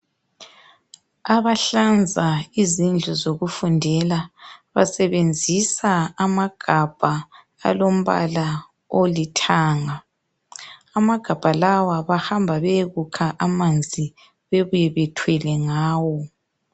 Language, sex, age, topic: North Ndebele, male, 36-49, education